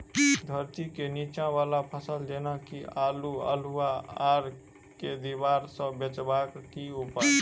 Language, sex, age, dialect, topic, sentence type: Maithili, male, 18-24, Southern/Standard, agriculture, question